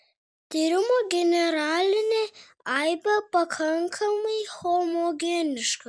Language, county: Lithuanian, Kaunas